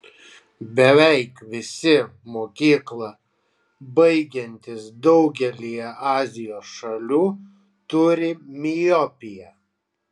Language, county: Lithuanian, Kaunas